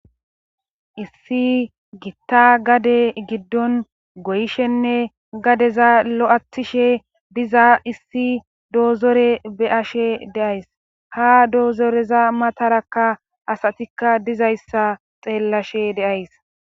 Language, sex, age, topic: Gamo, female, 25-35, government